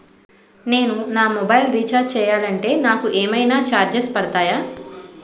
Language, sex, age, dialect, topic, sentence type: Telugu, female, 36-40, Utterandhra, banking, question